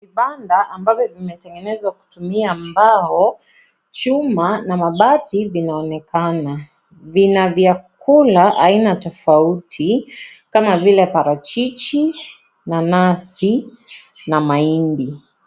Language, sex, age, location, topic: Swahili, female, 18-24, Kisii, finance